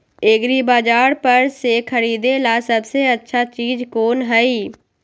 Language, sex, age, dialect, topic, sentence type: Magahi, female, 18-24, Western, agriculture, question